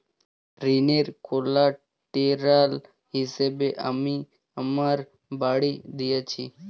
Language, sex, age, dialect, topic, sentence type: Bengali, male, 18-24, Standard Colloquial, banking, statement